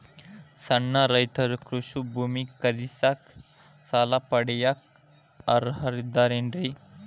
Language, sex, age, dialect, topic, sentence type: Kannada, male, 25-30, Dharwad Kannada, agriculture, statement